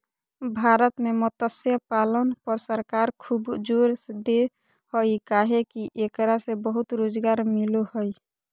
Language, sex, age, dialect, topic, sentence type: Magahi, female, 36-40, Southern, agriculture, statement